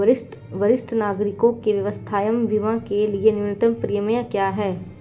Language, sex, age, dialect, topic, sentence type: Hindi, female, 18-24, Marwari Dhudhari, banking, question